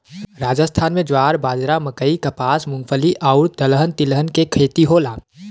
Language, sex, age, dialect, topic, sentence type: Bhojpuri, male, 18-24, Western, agriculture, statement